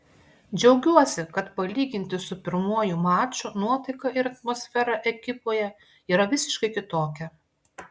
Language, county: Lithuanian, Klaipėda